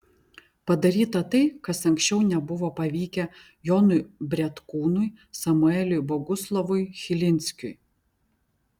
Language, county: Lithuanian, Vilnius